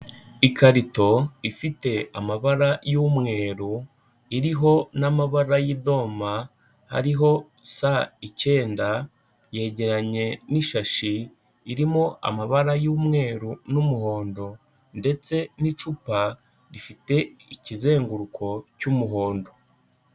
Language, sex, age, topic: Kinyarwanda, male, 18-24, health